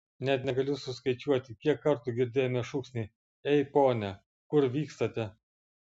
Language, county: Lithuanian, Vilnius